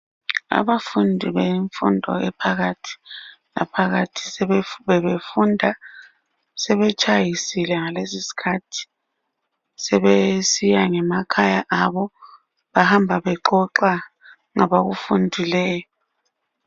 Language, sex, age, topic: North Ndebele, female, 36-49, education